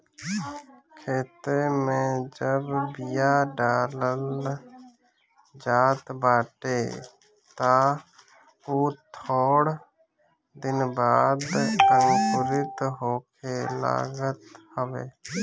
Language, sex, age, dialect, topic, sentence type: Bhojpuri, male, 25-30, Northern, agriculture, statement